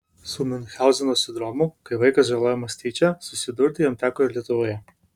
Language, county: Lithuanian, Vilnius